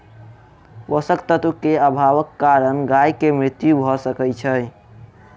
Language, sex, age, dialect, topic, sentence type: Maithili, male, 18-24, Southern/Standard, agriculture, statement